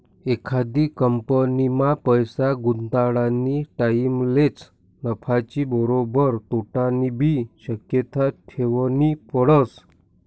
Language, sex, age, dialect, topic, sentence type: Marathi, male, 60-100, Northern Konkan, banking, statement